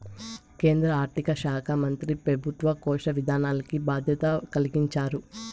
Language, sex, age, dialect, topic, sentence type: Telugu, female, 18-24, Southern, banking, statement